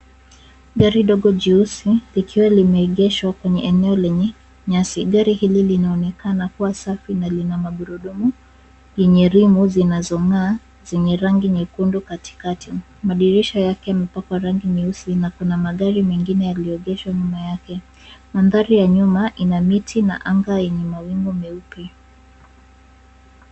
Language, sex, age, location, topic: Swahili, female, 36-49, Nairobi, finance